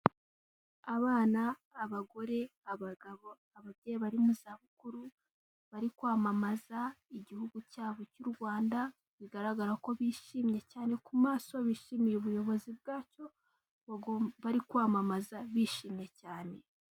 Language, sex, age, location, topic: Kinyarwanda, female, 18-24, Kigali, health